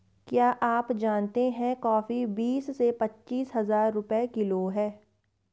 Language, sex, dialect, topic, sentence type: Hindi, female, Marwari Dhudhari, agriculture, statement